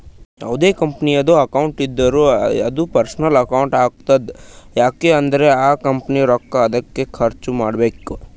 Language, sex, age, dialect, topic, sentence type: Kannada, male, 18-24, Northeastern, banking, statement